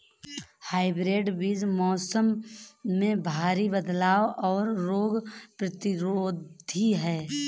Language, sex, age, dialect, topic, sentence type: Hindi, female, 31-35, Marwari Dhudhari, agriculture, statement